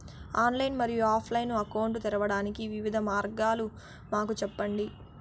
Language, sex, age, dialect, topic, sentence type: Telugu, female, 18-24, Southern, banking, question